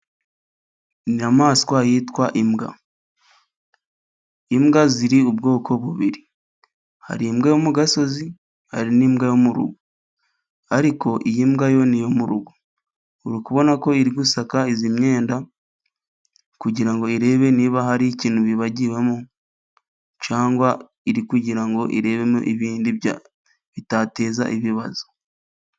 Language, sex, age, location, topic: Kinyarwanda, male, 25-35, Musanze, government